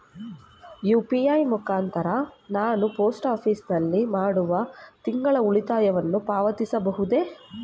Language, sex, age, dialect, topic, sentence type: Kannada, female, 25-30, Mysore Kannada, banking, question